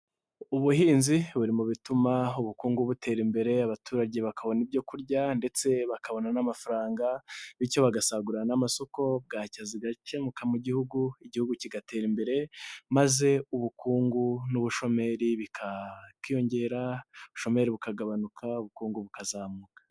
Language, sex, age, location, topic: Kinyarwanda, male, 25-35, Nyagatare, agriculture